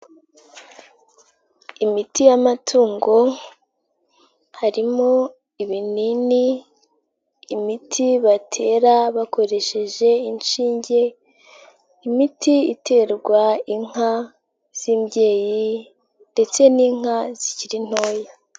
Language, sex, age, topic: Kinyarwanda, female, 18-24, agriculture